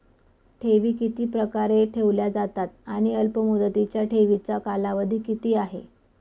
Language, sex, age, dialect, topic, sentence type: Marathi, female, 25-30, Northern Konkan, banking, question